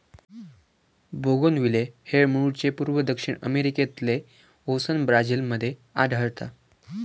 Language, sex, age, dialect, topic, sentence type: Marathi, male, <18, Southern Konkan, agriculture, statement